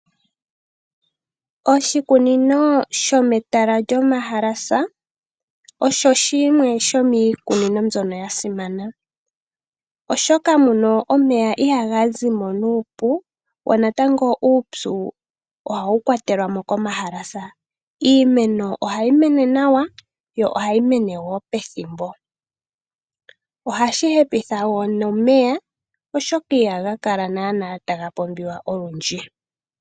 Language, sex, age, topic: Oshiwambo, female, 18-24, agriculture